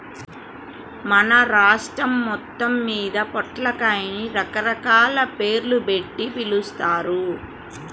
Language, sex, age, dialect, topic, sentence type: Telugu, female, 36-40, Central/Coastal, agriculture, statement